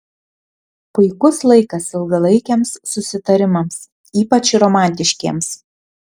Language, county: Lithuanian, Panevėžys